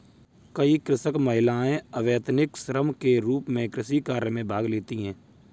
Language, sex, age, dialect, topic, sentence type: Hindi, male, 56-60, Kanauji Braj Bhasha, agriculture, statement